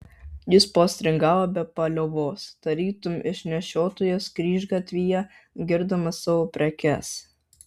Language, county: Lithuanian, Marijampolė